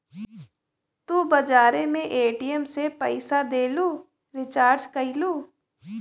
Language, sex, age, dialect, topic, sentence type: Bhojpuri, female, 18-24, Western, banking, statement